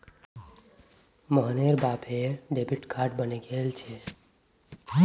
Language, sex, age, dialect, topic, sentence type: Magahi, male, 18-24, Northeastern/Surjapuri, banking, statement